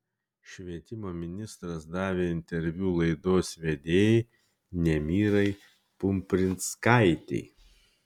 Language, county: Lithuanian, Kaunas